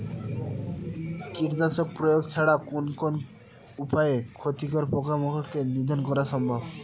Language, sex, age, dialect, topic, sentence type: Bengali, male, 18-24, Northern/Varendri, agriculture, question